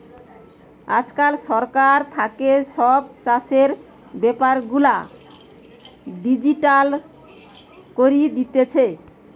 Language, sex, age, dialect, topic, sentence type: Bengali, female, 18-24, Western, agriculture, statement